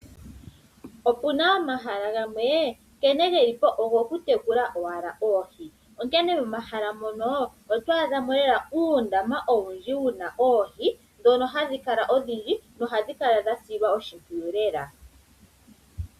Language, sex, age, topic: Oshiwambo, female, 18-24, agriculture